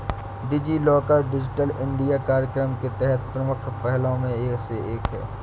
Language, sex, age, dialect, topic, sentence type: Hindi, male, 60-100, Awadhi Bundeli, banking, statement